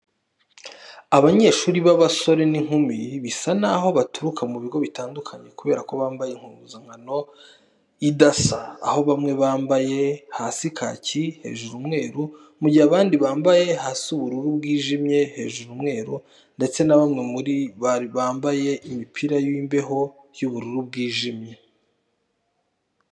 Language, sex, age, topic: Kinyarwanda, male, 25-35, education